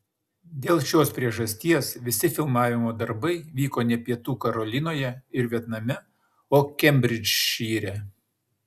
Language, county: Lithuanian, Šiauliai